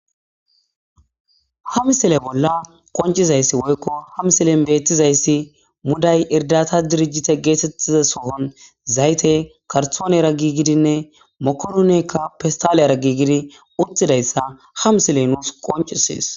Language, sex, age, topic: Gamo, male, 18-24, agriculture